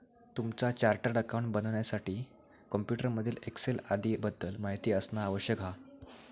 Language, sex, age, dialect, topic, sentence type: Marathi, male, 18-24, Southern Konkan, banking, statement